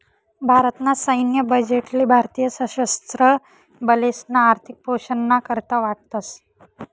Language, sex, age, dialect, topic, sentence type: Marathi, female, 18-24, Northern Konkan, banking, statement